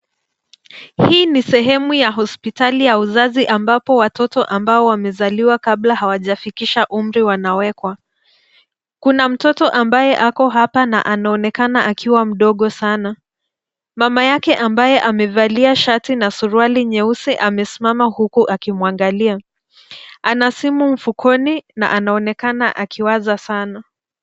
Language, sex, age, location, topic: Swahili, female, 25-35, Nairobi, health